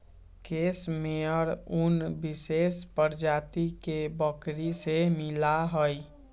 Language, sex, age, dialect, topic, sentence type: Magahi, male, 56-60, Western, agriculture, statement